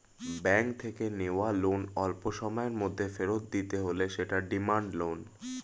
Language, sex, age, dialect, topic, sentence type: Bengali, male, 18-24, Standard Colloquial, banking, statement